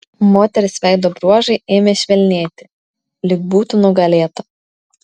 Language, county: Lithuanian, Vilnius